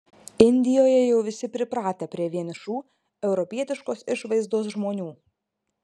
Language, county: Lithuanian, Marijampolė